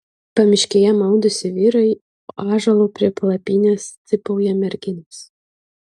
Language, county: Lithuanian, Utena